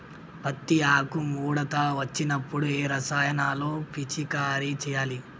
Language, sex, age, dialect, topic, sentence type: Telugu, female, 18-24, Telangana, agriculture, question